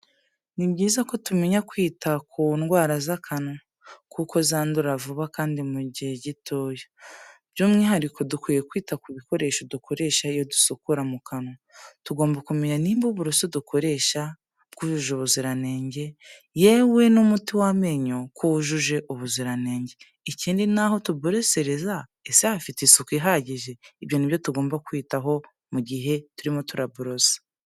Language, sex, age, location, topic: Kinyarwanda, female, 18-24, Kigali, health